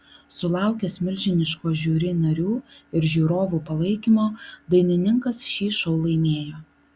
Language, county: Lithuanian, Vilnius